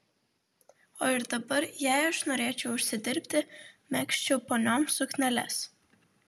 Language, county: Lithuanian, Vilnius